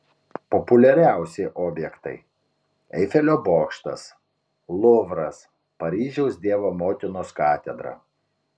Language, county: Lithuanian, Utena